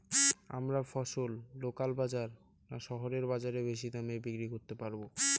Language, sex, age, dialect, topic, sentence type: Bengali, male, 18-24, Rajbangshi, agriculture, question